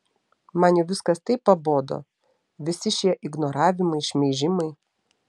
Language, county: Lithuanian, Telšiai